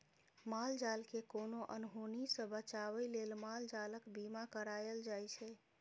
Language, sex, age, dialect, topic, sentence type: Maithili, female, 18-24, Bajjika, agriculture, statement